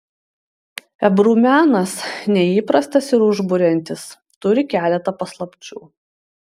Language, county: Lithuanian, Utena